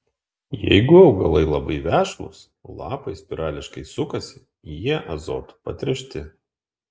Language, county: Lithuanian, Kaunas